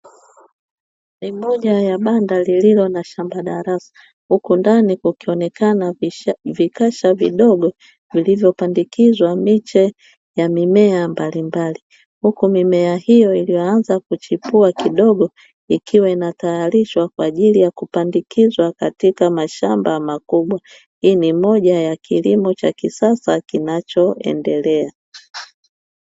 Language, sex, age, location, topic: Swahili, female, 25-35, Dar es Salaam, agriculture